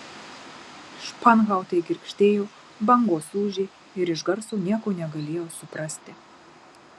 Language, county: Lithuanian, Marijampolė